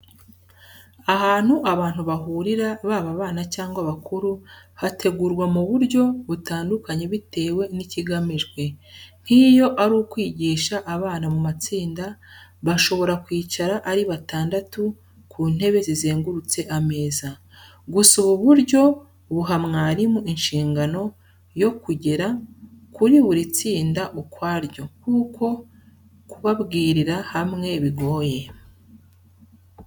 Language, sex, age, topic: Kinyarwanda, female, 36-49, education